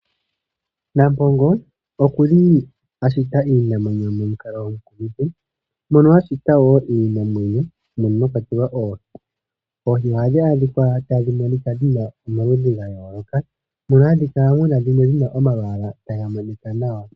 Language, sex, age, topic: Oshiwambo, male, 25-35, agriculture